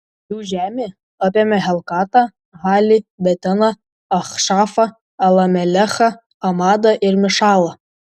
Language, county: Lithuanian, Šiauliai